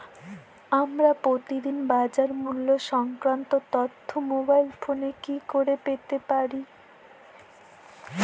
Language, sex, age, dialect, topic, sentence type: Bengali, female, 25-30, Northern/Varendri, agriculture, question